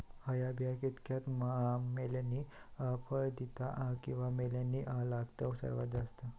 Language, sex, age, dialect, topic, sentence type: Marathi, female, 18-24, Southern Konkan, agriculture, question